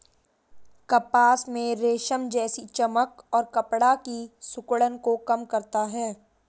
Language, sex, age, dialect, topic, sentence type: Hindi, female, 18-24, Marwari Dhudhari, agriculture, statement